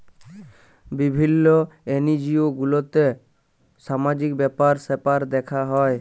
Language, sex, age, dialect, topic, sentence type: Bengali, male, 18-24, Jharkhandi, banking, statement